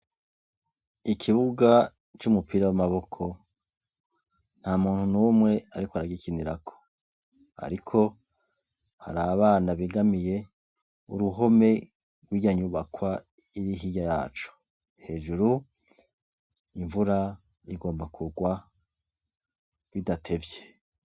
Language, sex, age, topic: Rundi, male, 36-49, education